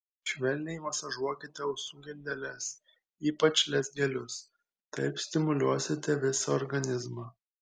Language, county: Lithuanian, Kaunas